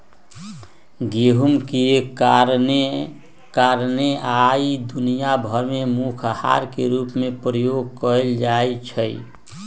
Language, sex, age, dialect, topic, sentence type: Magahi, male, 60-100, Western, agriculture, statement